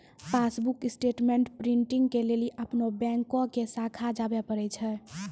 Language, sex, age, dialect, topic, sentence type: Maithili, female, 18-24, Angika, banking, statement